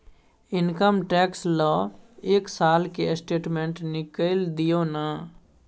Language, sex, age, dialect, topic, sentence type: Maithili, male, 18-24, Bajjika, banking, question